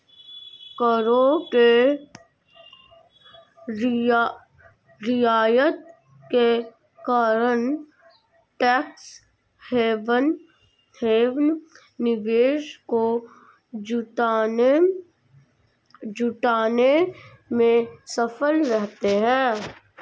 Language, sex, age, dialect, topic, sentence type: Hindi, female, 51-55, Marwari Dhudhari, banking, statement